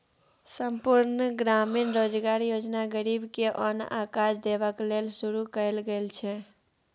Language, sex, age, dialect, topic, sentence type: Maithili, male, 36-40, Bajjika, banking, statement